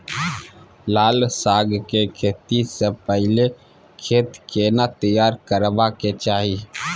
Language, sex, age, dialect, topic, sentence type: Maithili, male, 31-35, Bajjika, agriculture, question